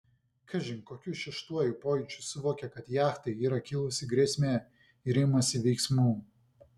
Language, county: Lithuanian, Vilnius